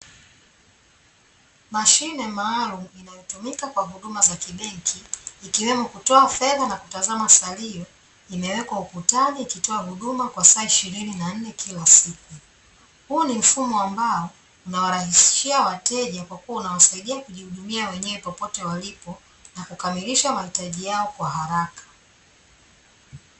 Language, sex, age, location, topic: Swahili, female, 36-49, Dar es Salaam, finance